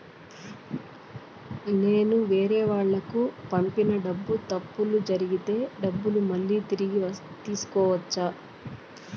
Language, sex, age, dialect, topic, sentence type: Telugu, female, 41-45, Southern, banking, question